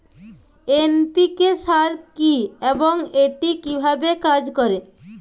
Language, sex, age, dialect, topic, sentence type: Bengali, female, 18-24, Jharkhandi, agriculture, question